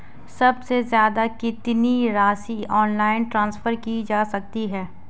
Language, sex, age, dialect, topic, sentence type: Hindi, female, 18-24, Marwari Dhudhari, banking, question